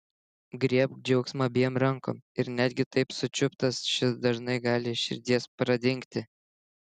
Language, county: Lithuanian, Šiauliai